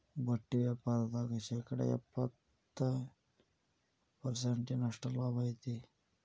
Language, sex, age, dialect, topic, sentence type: Kannada, male, 18-24, Dharwad Kannada, banking, statement